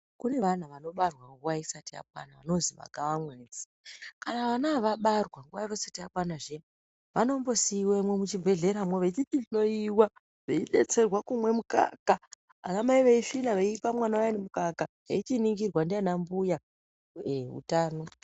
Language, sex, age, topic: Ndau, female, 36-49, health